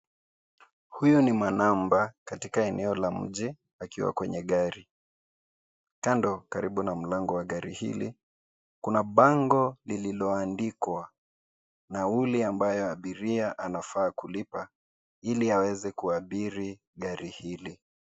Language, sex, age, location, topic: Swahili, male, 25-35, Nairobi, government